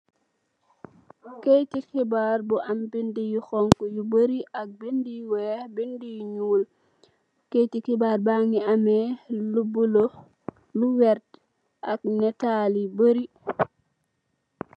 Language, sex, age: Wolof, female, 18-24